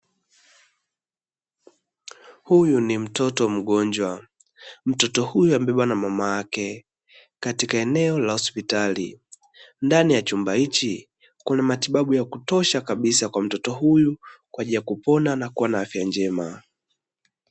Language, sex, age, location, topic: Swahili, male, 18-24, Dar es Salaam, health